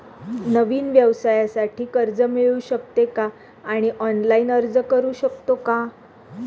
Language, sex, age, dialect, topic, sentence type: Marathi, female, 31-35, Standard Marathi, banking, question